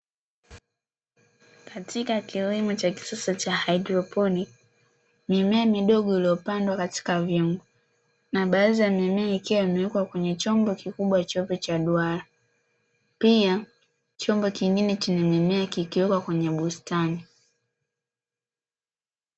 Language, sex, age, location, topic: Swahili, female, 18-24, Dar es Salaam, agriculture